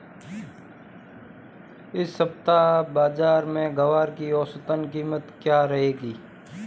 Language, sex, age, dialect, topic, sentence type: Hindi, male, 25-30, Marwari Dhudhari, agriculture, question